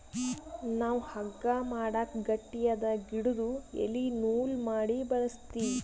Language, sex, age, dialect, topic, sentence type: Kannada, female, 18-24, Northeastern, agriculture, statement